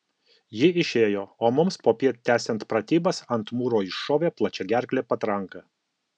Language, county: Lithuanian, Alytus